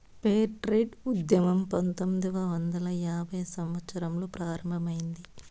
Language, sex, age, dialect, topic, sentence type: Telugu, female, 25-30, Southern, banking, statement